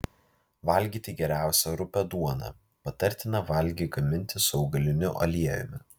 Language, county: Lithuanian, Vilnius